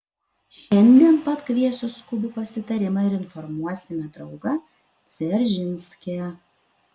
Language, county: Lithuanian, Utena